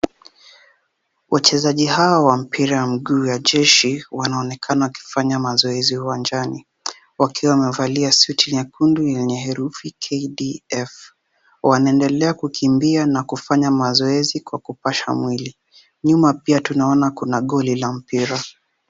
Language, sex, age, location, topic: Swahili, male, 18-24, Kisumu, government